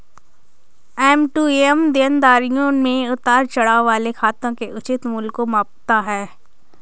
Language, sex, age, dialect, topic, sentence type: Hindi, female, 25-30, Awadhi Bundeli, banking, statement